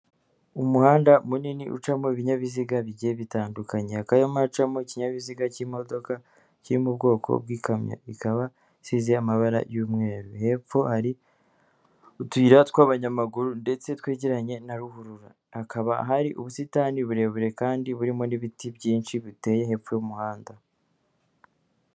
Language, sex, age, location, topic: Kinyarwanda, female, 18-24, Kigali, government